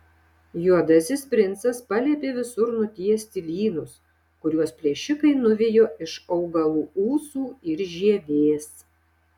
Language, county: Lithuanian, Šiauliai